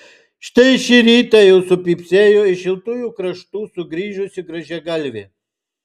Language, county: Lithuanian, Alytus